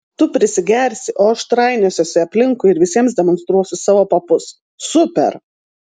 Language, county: Lithuanian, Vilnius